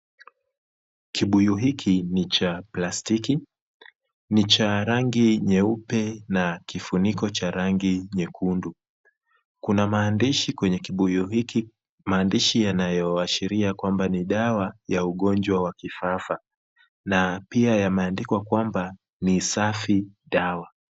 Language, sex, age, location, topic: Swahili, female, 25-35, Kisumu, health